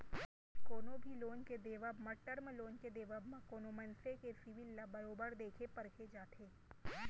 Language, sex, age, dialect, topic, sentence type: Chhattisgarhi, female, 18-24, Central, banking, statement